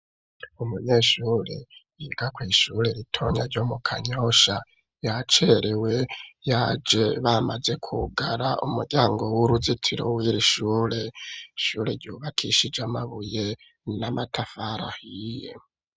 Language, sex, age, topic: Rundi, male, 25-35, education